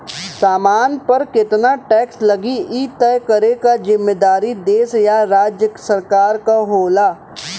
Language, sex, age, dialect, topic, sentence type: Bhojpuri, male, 18-24, Western, banking, statement